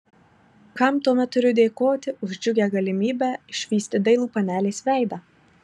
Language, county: Lithuanian, Marijampolė